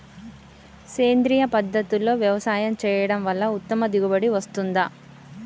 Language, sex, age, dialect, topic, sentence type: Telugu, female, 31-35, Telangana, agriculture, question